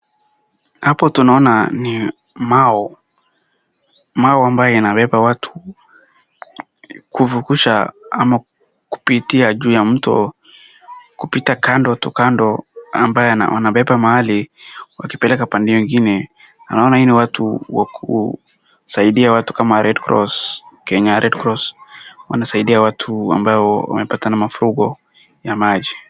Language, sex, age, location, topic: Swahili, male, 18-24, Wajir, health